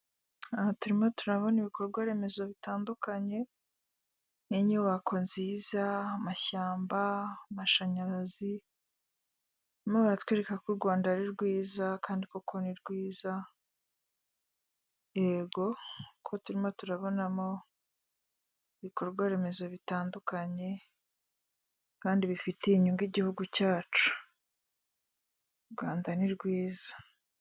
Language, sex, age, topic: Kinyarwanda, female, 25-35, government